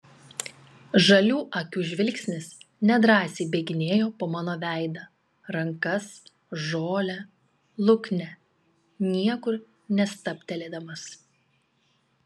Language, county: Lithuanian, Klaipėda